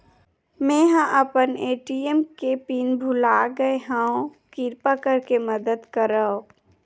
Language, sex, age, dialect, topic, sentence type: Chhattisgarhi, female, 31-35, Western/Budati/Khatahi, banking, statement